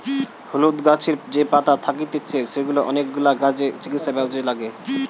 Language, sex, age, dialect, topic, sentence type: Bengali, male, 18-24, Western, agriculture, statement